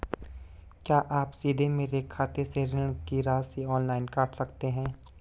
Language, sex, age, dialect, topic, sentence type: Hindi, male, 18-24, Garhwali, banking, question